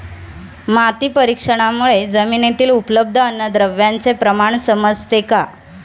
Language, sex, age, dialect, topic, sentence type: Marathi, female, 31-35, Standard Marathi, agriculture, question